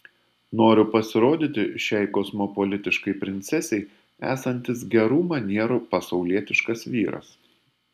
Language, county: Lithuanian, Panevėžys